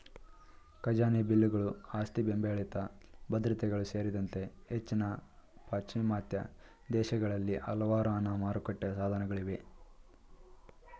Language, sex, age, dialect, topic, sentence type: Kannada, male, 18-24, Mysore Kannada, banking, statement